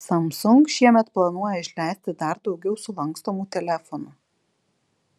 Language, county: Lithuanian, Alytus